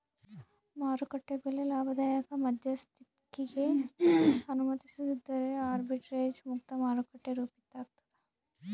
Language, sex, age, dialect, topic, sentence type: Kannada, female, 25-30, Central, banking, statement